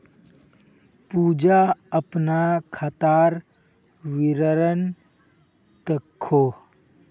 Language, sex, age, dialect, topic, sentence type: Magahi, male, 25-30, Northeastern/Surjapuri, banking, statement